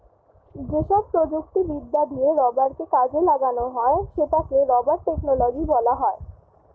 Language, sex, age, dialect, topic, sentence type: Bengali, female, <18, Standard Colloquial, agriculture, statement